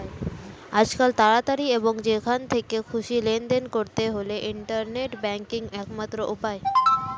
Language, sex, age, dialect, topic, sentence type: Bengali, female, 18-24, Standard Colloquial, banking, statement